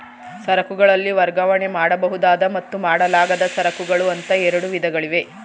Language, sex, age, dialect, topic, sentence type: Kannada, female, 31-35, Mysore Kannada, banking, statement